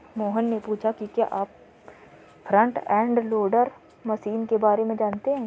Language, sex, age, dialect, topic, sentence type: Hindi, female, 60-100, Kanauji Braj Bhasha, agriculture, statement